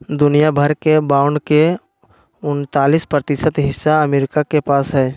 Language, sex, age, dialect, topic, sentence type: Magahi, male, 60-100, Western, banking, statement